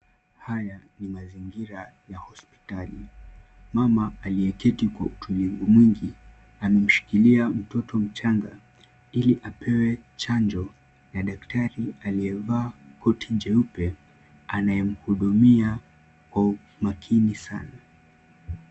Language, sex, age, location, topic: Swahili, male, 18-24, Kisumu, health